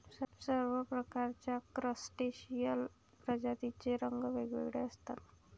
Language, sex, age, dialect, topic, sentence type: Marathi, female, 18-24, Varhadi, agriculture, statement